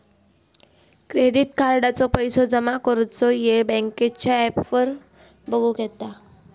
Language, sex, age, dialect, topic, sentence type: Marathi, female, 31-35, Southern Konkan, banking, statement